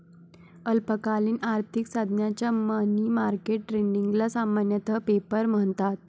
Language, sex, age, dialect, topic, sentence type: Marathi, female, 25-30, Varhadi, banking, statement